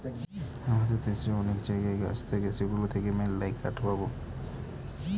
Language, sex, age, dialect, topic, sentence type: Bengali, male, 18-24, Northern/Varendri, agriculture, statement